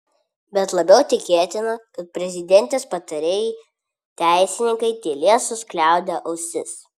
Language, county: Lithuanian, Vilnius